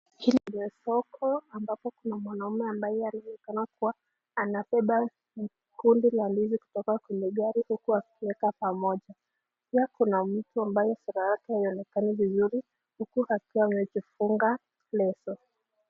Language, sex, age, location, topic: Swahili, female, 25-35, Nakuru, agriculture